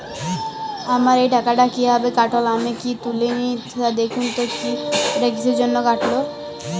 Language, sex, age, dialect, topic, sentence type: Bengali, female, 18-24, Jharkhandi, banking, question